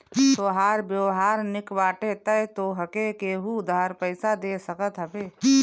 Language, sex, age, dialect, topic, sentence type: Bhojpuri, female, 25-30, Northern, banking, statement